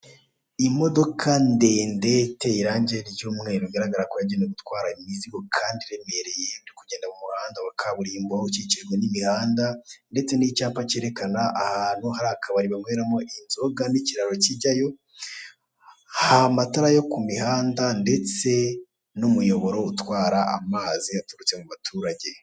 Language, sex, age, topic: Kinyarwanda, male, 18-24, government